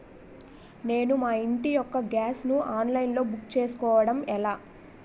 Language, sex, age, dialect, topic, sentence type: Telugu, female, 18-24, Utterandhra, banking, question